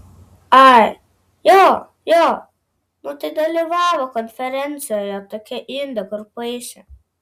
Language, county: Lithuanian, Vilnius